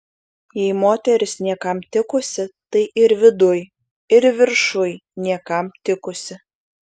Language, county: Lithuanian, Šiauliai